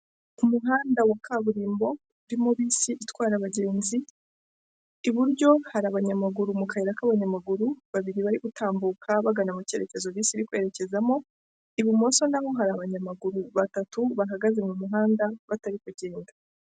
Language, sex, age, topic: Kinyarwanda, female, 25-35, government